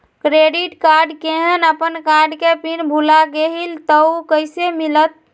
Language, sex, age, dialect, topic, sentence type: Magahi, female, 25-30, Western, banking, question